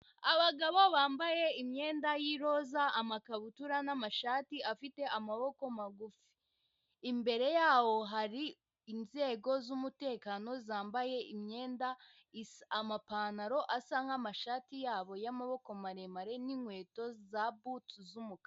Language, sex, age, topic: Kinyarwanda, female, 18-24, government